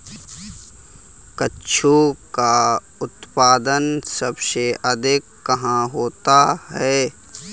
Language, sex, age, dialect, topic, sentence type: Hindi, male, 18-24, Kanauji Braj Bhasha, agriculture, statement